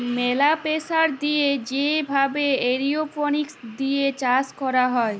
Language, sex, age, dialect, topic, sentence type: Bengali, female, 18-24, Jharkhandi, agriculture, statement